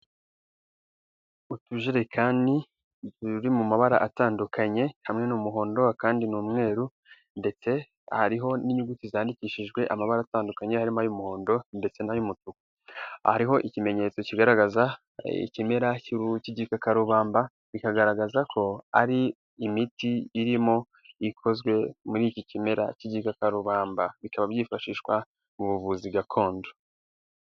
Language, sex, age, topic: Kinyarwanda, male, 18-24, health